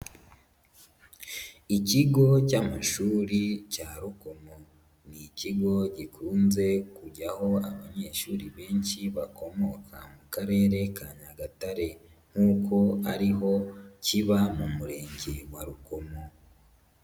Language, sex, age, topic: Kinyarwanda, female, 18-24, education